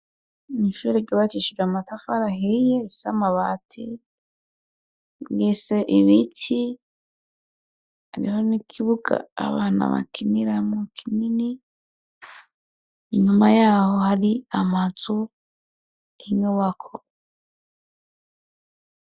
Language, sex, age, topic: Rundi, female, 36-49, education